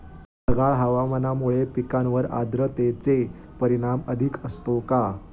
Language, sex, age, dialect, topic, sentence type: Marathi, male, 25-30, Standard Marathi, agriculture, question